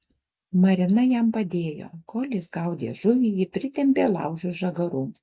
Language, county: Lithuanian, Alytus